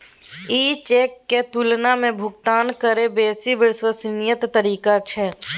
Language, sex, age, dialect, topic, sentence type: Maithili, female, 18-24, Bajjika, banking, statement